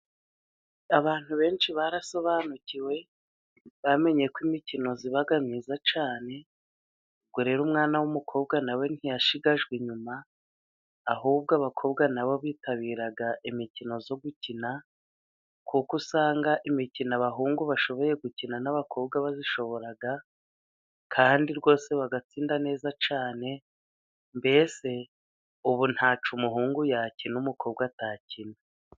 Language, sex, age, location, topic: Kinyarwanda, female, 36-49, Musanze, government